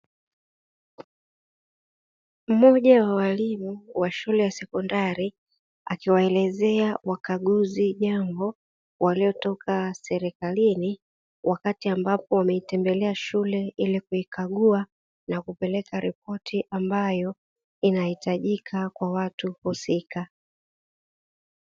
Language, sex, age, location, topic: Swahili, female, 36-49, Dar es Salaam, education